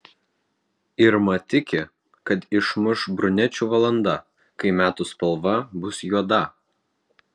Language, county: Lithuanian, Vilnius